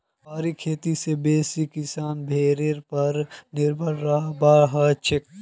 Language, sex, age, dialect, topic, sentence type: Magahi, male, 18-24, Northeastern/Surjapuri, agriculture, statement